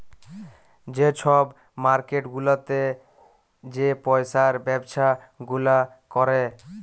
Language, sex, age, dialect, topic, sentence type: Bengali, male, 18-24, Jharkhandi, banking, statement